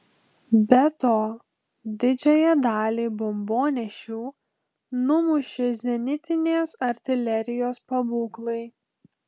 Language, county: Lithuanian, Telšiai